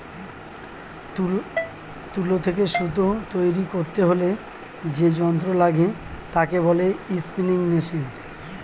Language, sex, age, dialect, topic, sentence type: Bengali, male, 36-40, Standard Colloquial, agriculture, statement